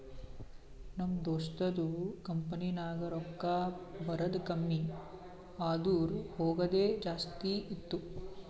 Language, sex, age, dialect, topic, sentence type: Kannada, male, 18-24, Northeastern, banking, statement